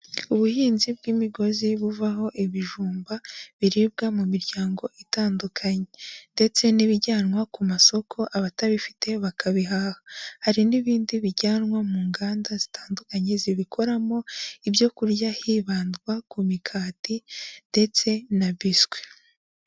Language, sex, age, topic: Kinyarwanda, female, 18-24, agriculture